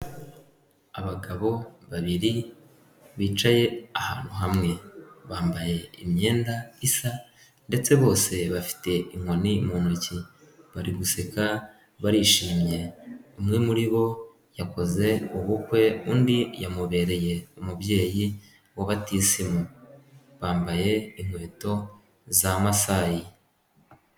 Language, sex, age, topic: Kinyarwanda, male, 18-24, government